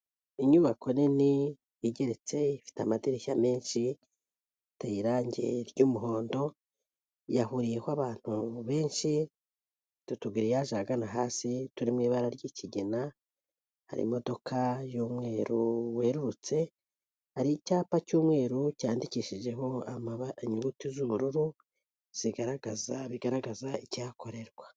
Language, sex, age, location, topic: Kinyarwanda, female, 18-24, Kigali, health